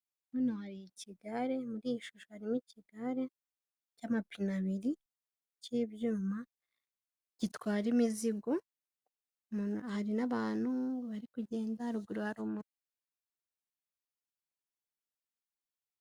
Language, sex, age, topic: Kinyarwanda, female, 18-24, government